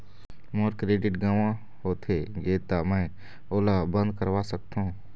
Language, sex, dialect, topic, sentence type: Chhattisgarhi, male, Eastern, banking, question